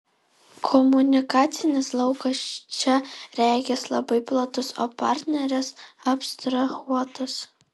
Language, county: Lithuanian, Alytus